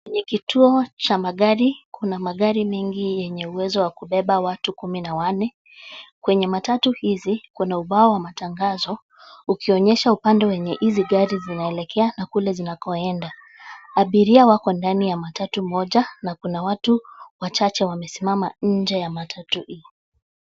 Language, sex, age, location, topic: Swahili, female, 25-35, Nairobi, government